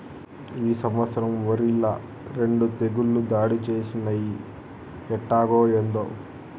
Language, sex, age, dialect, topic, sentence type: Telugu, male, 31-35, Southern, agriculture, statement